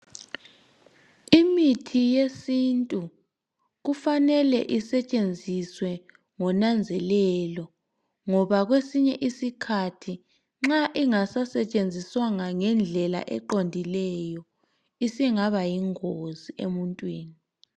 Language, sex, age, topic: North Ndebele, male, 18-24, health